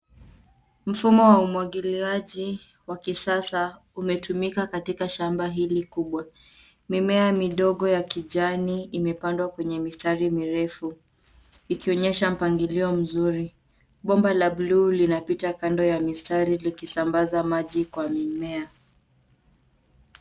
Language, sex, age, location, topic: Swahili, female, 18-24, Nairobi, agriculture